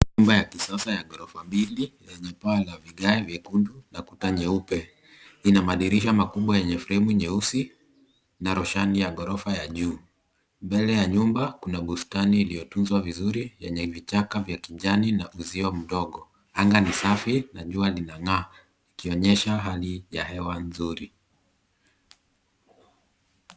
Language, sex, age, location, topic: Swahili, male, 18-24, Nairobi, finance